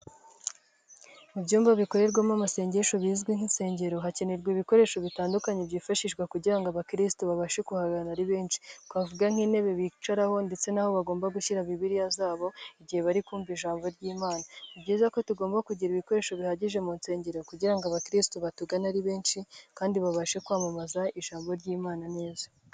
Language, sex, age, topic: Kinyarwanda, female, 18-24, finance